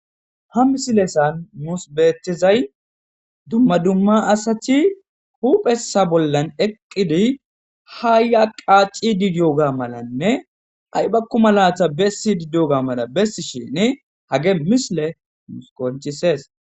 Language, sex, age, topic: Gamo, male, 18-24, agriculture